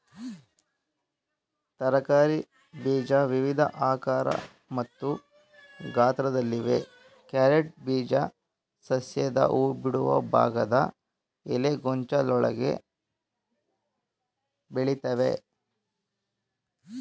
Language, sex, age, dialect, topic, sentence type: Kannada, male, 25-30, Mysore Kannada, agriculture, statement